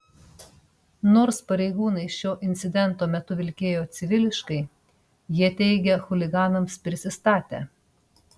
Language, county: Lithuanian, Panevėžys